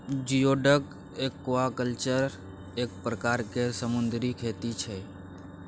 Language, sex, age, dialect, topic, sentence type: Maithili, male, 25-30, Bajjika, agriculture, statement